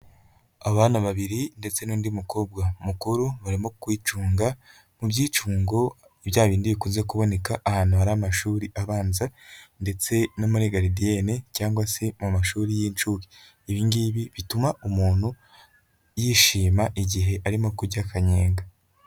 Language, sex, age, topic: Kinyarwanda, male, 25-35, education